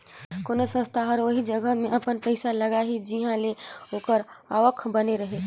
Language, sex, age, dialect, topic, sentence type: Chhattisgarhi, female, 25-30, Northern/Bhandar, banking, statement